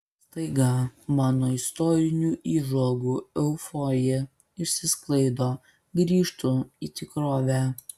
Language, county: Lithuanian, Kaunas